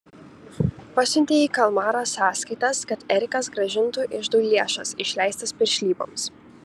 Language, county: Lithuanian, Kaunas